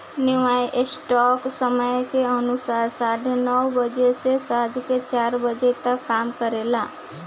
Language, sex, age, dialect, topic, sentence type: Bhojpuri, female, 51-55, Southern / Standard, banking, statement